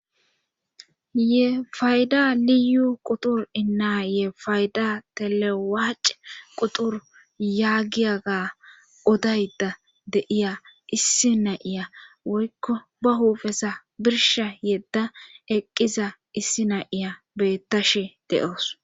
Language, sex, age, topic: Gamo, female, 25-35, government